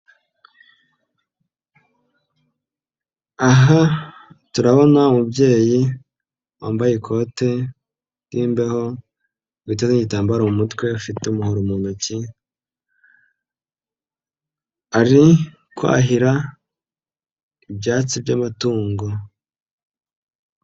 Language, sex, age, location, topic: Kinyarwanda, male, 25-35, Nyagatare, agriculture